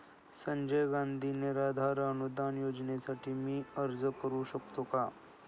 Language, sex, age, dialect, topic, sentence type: Marathi, male, 25-30, Standard Marathi, banking, question